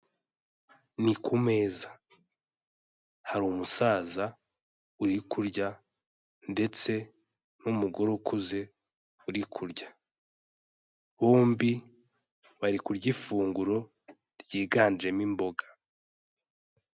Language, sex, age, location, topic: Kinyarwanda, male, 18-24, Kigali, health